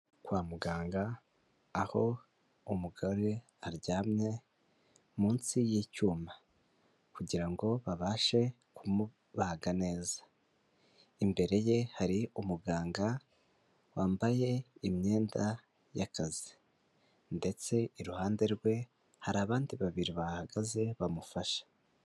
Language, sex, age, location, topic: Kinyarwanda, male, 18-24, Huye, health